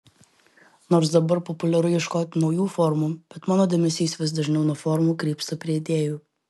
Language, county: Lithuanian, Vilnius